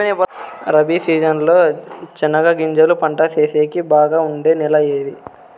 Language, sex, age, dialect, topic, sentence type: Telugu, male, 18-24, Southern, agriculture, question